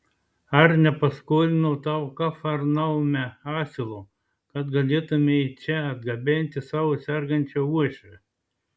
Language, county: Lithuanian, Klaipėda